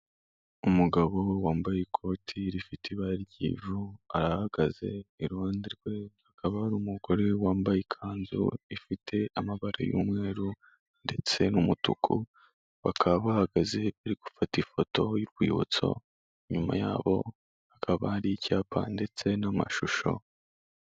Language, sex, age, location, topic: Kinyarwanda, male, 25-35, Kigali, health